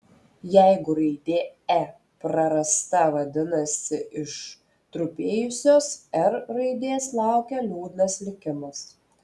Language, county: Lithuanian, Telšiai